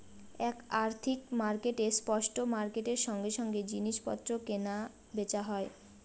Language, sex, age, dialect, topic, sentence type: Bengali, female, 18-24, Northern/Varendri, banking, statement